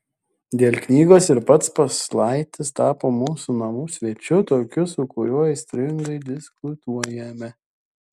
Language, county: Lithuanian, Šiauliai